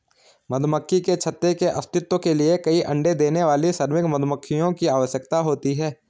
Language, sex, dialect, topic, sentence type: Hindi, male, Garhwali, agriculture, statement